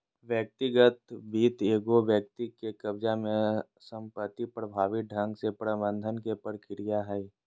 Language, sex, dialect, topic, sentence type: Magahi, female, Southern, banking, statement